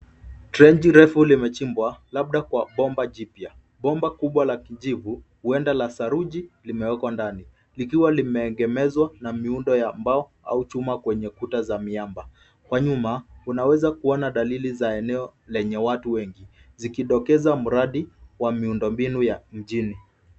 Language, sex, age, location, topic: Swahili, male, 25-35, Nairobi, government